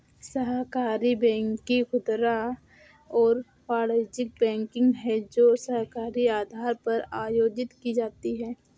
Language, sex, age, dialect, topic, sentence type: Hindi, female, 18-24, Awadhi Bundeli, banking, statement